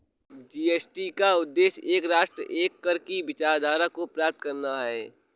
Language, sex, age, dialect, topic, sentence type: Hindi, male, 18-24, Awadhi Bundeli, banking, statement